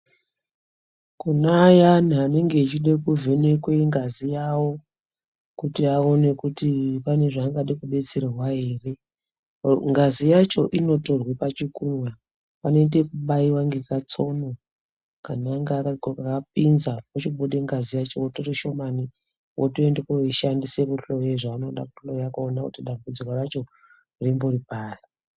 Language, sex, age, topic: Ndau, female, 36-49, health